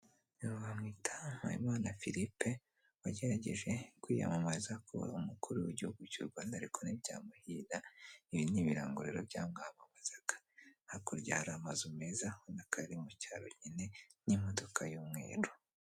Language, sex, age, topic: Kinyarwanda, male, 25-35, government